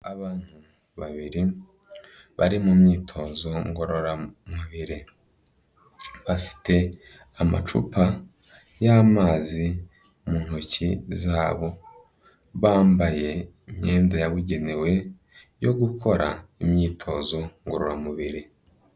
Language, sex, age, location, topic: Kinyarwanda, male, 25-35, Kigali, health